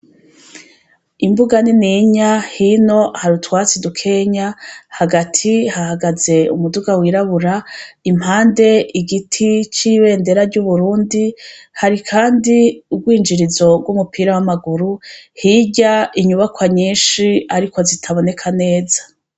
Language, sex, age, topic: Rundi, female, 36-49, education